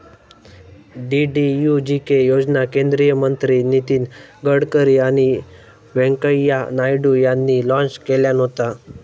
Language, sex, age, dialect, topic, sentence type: Marathi, male, 18-24, Southern Konkan, banking, statement